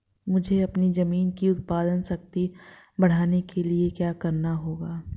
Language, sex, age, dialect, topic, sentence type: Hindi, female, 25-30, Marwari Dhudhari, agriculture, question